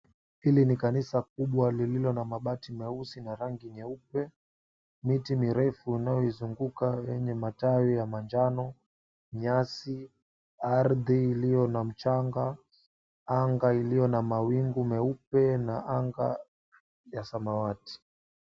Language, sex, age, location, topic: Swahili, male, 18-24, Mombasa, government